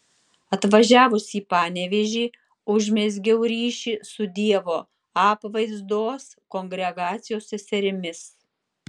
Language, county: Lithuanian, Tauragė